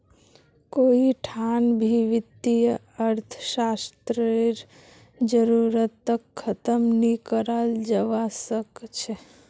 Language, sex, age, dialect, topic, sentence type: Magahi, female, 51-55, Northeastern/Surjapuri, banking, statement